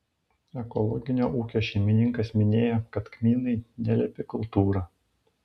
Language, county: Lithuanian, Panevėžys